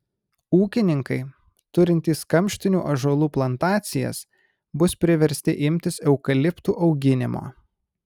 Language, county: Lithuanian, Kaunas